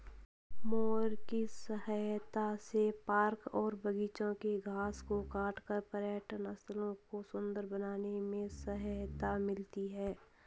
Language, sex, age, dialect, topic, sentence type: Hindi, female, 46-50, Hindustani Malvi Khadi Boli, agriculture, statement